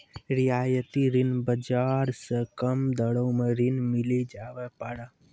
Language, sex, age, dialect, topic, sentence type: Maithili, male, 18-24, Angika, banking, statement